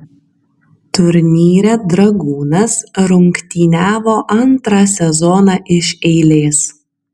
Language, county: Lithuanian, Kaunas